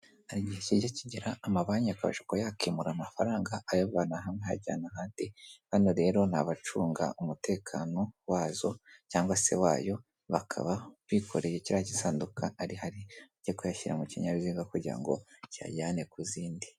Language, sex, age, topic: Kinyarwanda, female, 18-24, finance